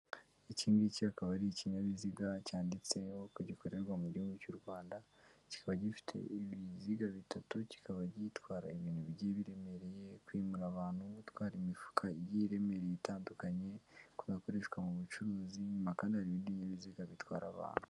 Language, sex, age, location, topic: Kinyarwanda, female, 18-24, Kigali, government